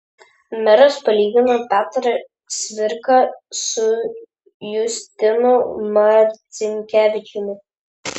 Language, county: Lithuanian, Šiauliai